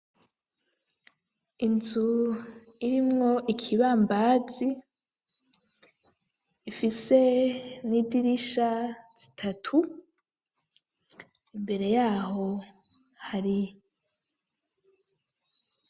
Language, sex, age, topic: Rundi, female, 25-35, education